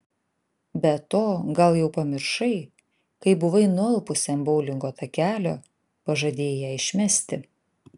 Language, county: Lithuanian, Vilnius